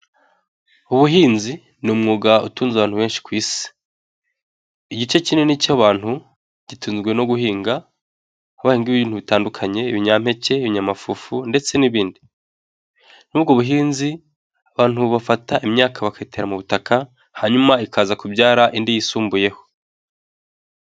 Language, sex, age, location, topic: Kinyarwanda, male, 18-24, Nyagatare, agriculture